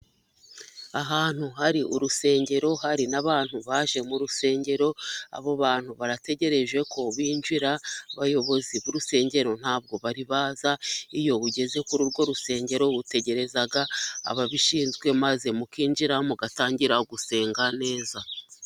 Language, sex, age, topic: Kinyarwanda, female, 36-49, government